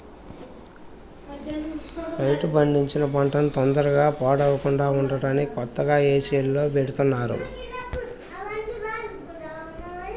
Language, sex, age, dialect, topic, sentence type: Telugu, female, 18-24, Central/Coastal, agriculture, statement